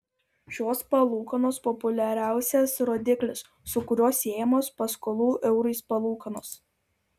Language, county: Lithuanian, Klaipėda